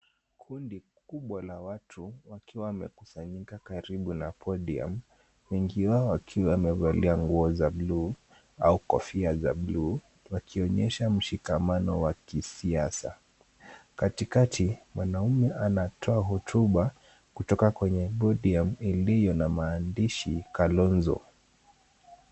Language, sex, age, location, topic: Swahili, male, 18-24, Kisumu, government